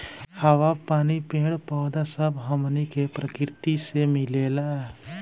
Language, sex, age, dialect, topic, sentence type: Bhojpuri, male, 18-24, Southern / Standard, agriculture, statement